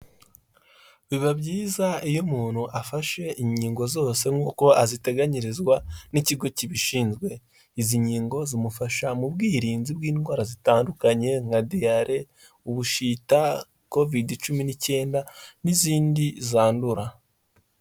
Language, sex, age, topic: Kinyarwanda, male, 18-24, health